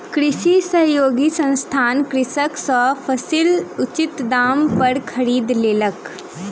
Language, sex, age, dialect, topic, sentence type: Maithili, female, 18-24, Southern/Standard, agriculture, statement